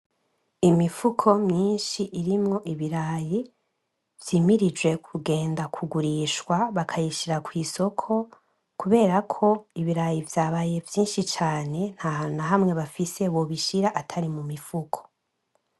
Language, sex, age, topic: Rundi, female, 18-24, agriculture